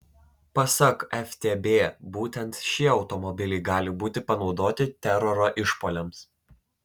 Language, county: Lithuanian, Telšiai